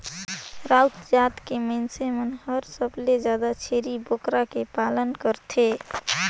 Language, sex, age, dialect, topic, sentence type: Chhattisgarhi, female, 18-24, Northern/Bhandar, agriculture, statement